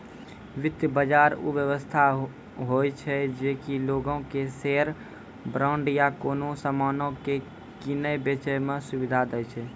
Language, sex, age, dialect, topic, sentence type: Maithili, male, 18-24, Angika, banking, statement